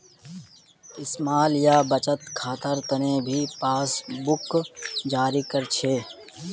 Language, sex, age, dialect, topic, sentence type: Magahi, male, 18-24, Northeastern/Surjapuri, banking, statement